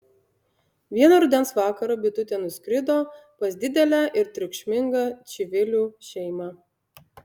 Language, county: Lithuanian, Utena